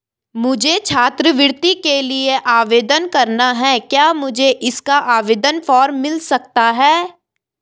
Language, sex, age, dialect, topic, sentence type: Hindi, female, 18-24, Garhwali, banking, question